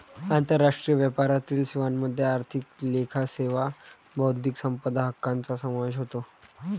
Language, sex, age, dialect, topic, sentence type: Marathi, female, 46-50, Varhadi, banking, statement